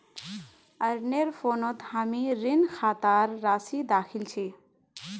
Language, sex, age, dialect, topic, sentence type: Magahi, female, 18-24, Northeastern/Surjapuri, banking, statement